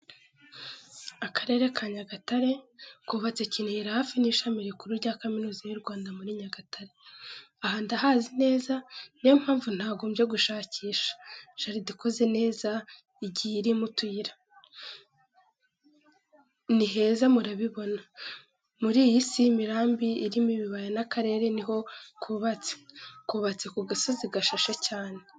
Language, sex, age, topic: Kinyarwanda, female, 18-24, education